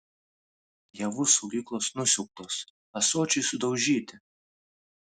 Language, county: Lithuanian, Vilnius